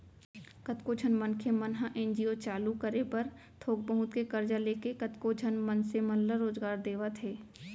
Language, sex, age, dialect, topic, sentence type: Chhattisgarhi, female, 25-30, Central, banking, statement